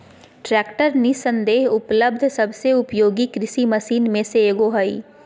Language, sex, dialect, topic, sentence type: Magahi, female, Southern, agriculture, statement